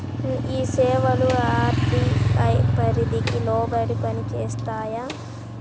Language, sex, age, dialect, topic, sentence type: Telugu, male, 18-24, Central/Coastal, banking, question